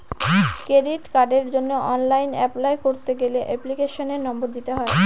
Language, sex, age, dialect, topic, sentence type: Bengali, female, <18, Northern/Varendri, banking, statement